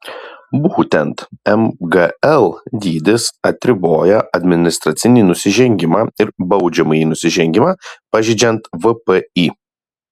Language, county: Lithuanian, Kaunas